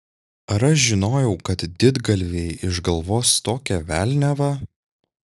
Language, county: Lithuanian, Šiauliai